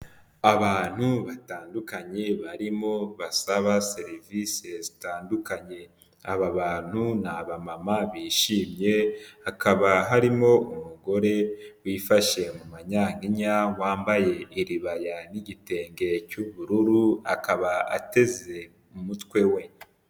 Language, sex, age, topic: Kinyarwanda, male, 18-24, health